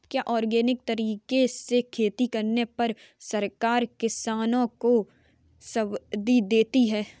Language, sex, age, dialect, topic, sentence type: Hindi, female, 25-30, Kanauji Braj Bhasha, agriculture, question